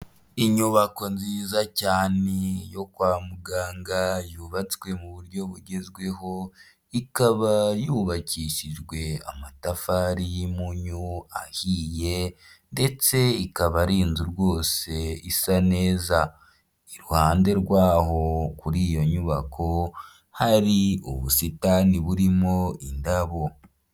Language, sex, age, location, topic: Kinyarwanda, male, 25-35, Huye, health